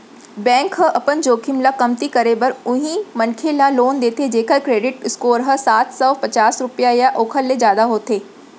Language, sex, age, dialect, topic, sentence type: Chhattisgarhi, female, 46-50, Central, banking, statement